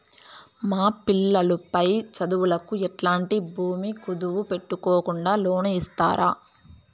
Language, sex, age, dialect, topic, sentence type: Telugu, female, 18-24, Southern, banking, question